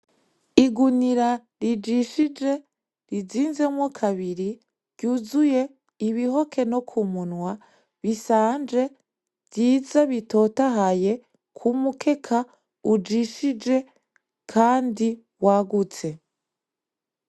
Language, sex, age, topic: Rundi, female, 25-35, agriculture